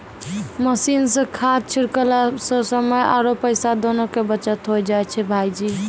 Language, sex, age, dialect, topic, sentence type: Maithili, female, 18-24, Angika, agriculture, statement